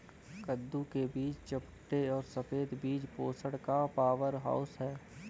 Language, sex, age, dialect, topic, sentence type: Hindi, male, 25-30, Kanauji Braj Bhasha, agriculture, statement